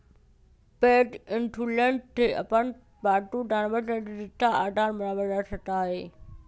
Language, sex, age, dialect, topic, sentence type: Magahi, male, 25-30, Western, banking, statement